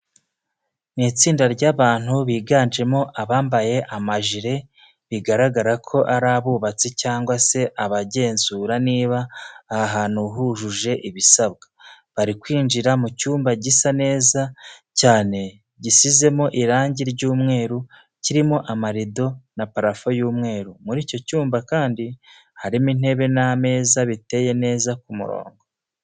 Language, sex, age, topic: Kinyarwanda, male, 36-49, education